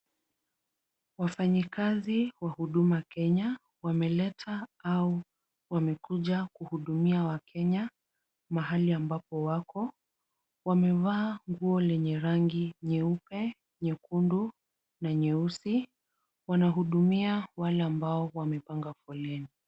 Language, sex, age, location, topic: Swahili, female, 18-24, Kisumu, government